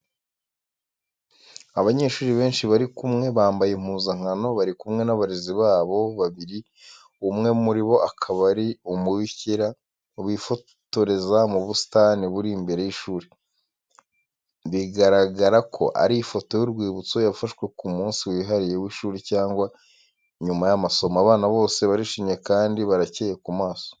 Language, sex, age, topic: Kinyarwanda, male, 25-35, education